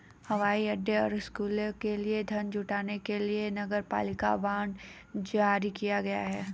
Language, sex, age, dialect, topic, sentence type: Hindi, female, 31-35, Hindustani Malvi Khadi Boli, banking, statement